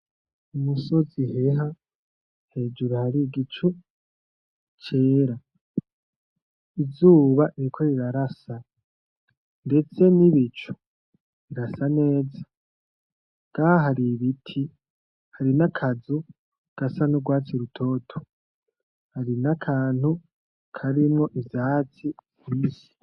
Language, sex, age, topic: Rundi, male, 18-24, agriculture